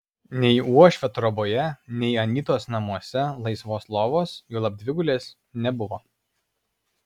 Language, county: Lithuanian, Alytus